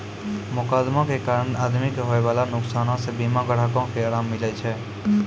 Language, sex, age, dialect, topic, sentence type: Maithili, male, 25-30, Angika, banking, statement